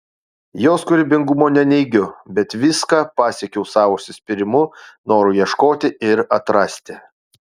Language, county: Lithuanian, Utena